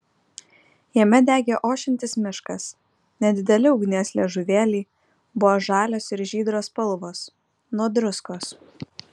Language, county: Lithuanian, Vilnius